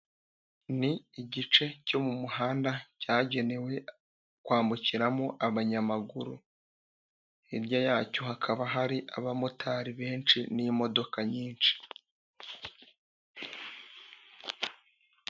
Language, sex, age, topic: Kinyarwanda, male, 18-24, government